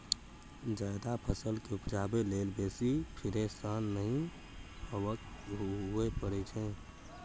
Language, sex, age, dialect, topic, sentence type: Maithili, male, 18-24, Bajjika, agriculture, statement